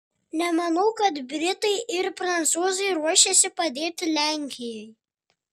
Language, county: Lithuanian, Kaunas